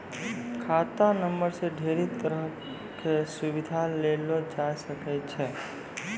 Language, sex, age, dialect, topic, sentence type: Maithili, male, 18-24, Angika, banking, statement